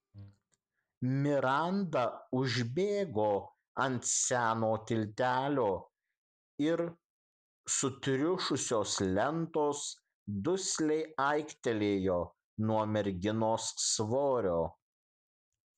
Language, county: Lithuanian, Kaunas